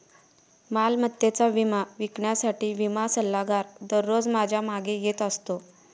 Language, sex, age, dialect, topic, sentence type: Marathi, female, 25-30, Standard Marathi, banking, statement